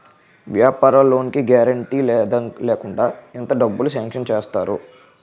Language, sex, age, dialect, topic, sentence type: Telugu, male, 18-24, Utterandhra, banking, question